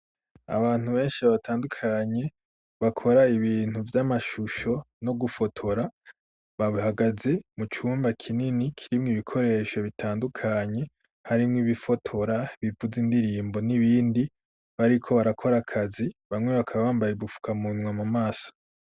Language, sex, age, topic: Rundi, male, 18-24, education